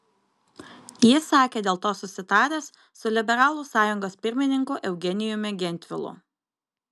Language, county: Lithuanian, Kaunas